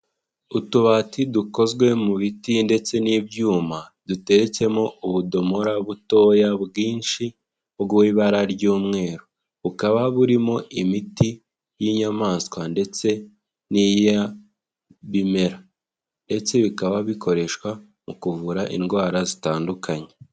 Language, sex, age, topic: Kinyarwanda, male, 25-35, agriculture